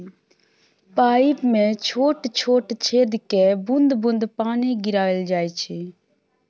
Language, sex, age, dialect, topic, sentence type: Maithili, female, 18-24, Bajjika, agriculture, statement